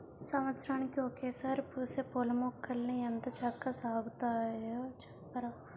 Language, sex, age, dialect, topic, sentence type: Telugu, female, 18-24, Utterandhra, agriculture, statement